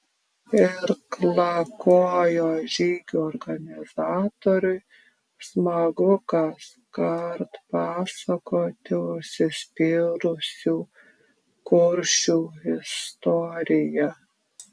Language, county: Lithuanian, Klaipėda